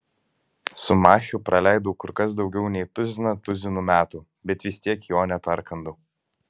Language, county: Lithuanian, Kaunas